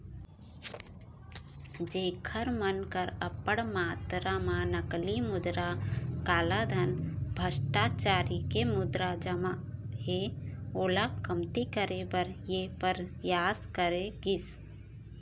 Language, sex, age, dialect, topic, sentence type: Chhattisgarhi, female, 31-35, Eastern, banking, statement